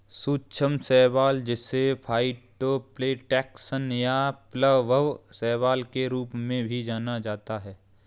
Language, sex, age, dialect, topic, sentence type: Hindi, male, 25-30, Kanauji Braj Bhasha, agriculture, statement